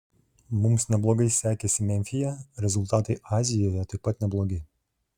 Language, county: Lithuanian, Šiauliai